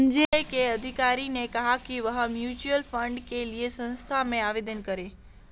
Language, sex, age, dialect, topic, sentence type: Hindi, female, 18-24, Marwari Dhudhari, banking, statement